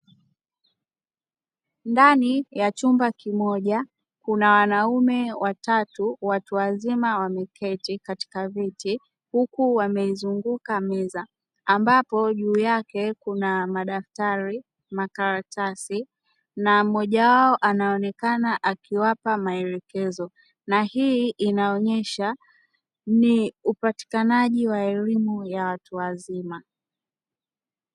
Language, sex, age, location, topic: Swahili, female, 25-35, Dar es Salaam, education